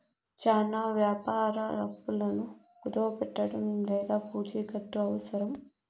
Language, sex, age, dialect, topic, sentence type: Telugu, female, 18-24, Southern, banking, statement